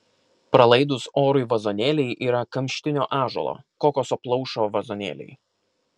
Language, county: Lithuanian, Kaunas